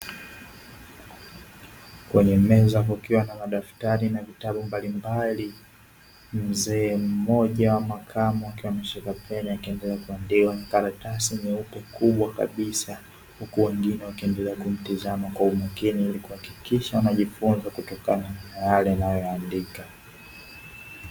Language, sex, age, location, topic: Swahili, male, 25-35, Dar es Salaam, education